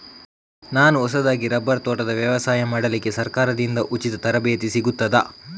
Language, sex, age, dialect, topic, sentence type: Kannada, male, 36-40, Coastal/Dakshin, agriculture, question